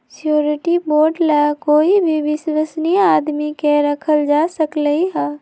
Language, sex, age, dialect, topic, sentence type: Magahi, female, 18-24, Western, banking, statement